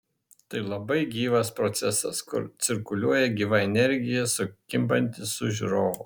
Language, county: Lithuanian, Šiauliai